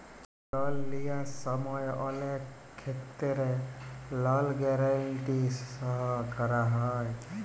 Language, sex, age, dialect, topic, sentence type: Bengali, male, 18-24, Jharkhandi, banking, statement